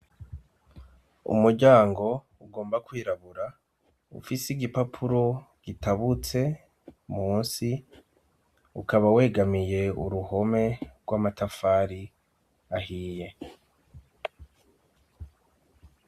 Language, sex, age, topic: Rundi, male, 25-35, education